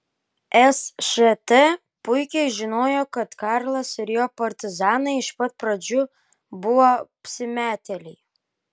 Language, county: Lithuanian, Kaunas